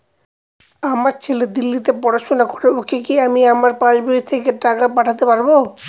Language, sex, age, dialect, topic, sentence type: Bengali, male, 25-30, Northern/Varendri, banking, question